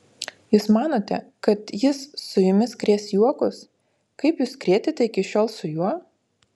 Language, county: Lithuanian, Utena